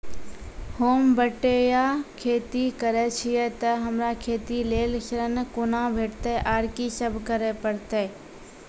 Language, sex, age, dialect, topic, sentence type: Maithili, female, 25-30, Angika, banking, question